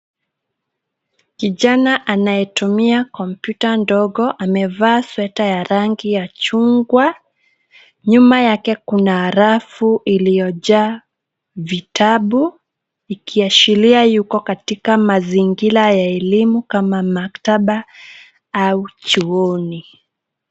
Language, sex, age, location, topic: Swahili, female, 18-24, Nairobi, education